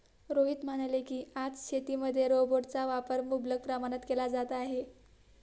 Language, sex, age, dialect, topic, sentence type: Marathi, female, 60-100, Standard Marathi, agriculture, statement